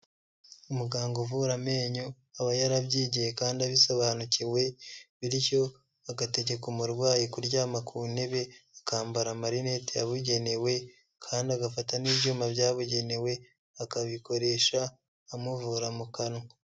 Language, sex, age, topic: Kinyarwanda, male, 25-35, health